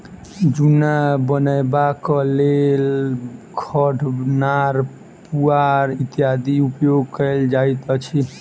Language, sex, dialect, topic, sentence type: Maithili, male, Southern/Standard, agriculture, statement